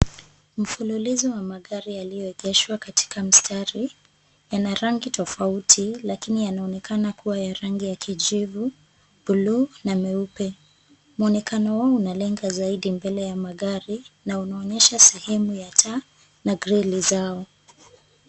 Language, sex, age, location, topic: Swahili, female, 25-35, Kisumu, finance